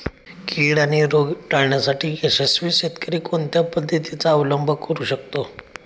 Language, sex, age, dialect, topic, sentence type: Marathi, male, 25-30, Standard Marathi, agriculture, question